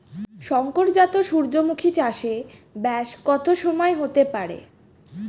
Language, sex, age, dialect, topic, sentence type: Bengali, female, 18-24, Standard Colloquial, agriculture, question